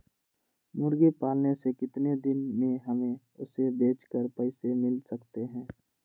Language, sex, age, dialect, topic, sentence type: Magahi, male, 46-50, Western, agriculture, question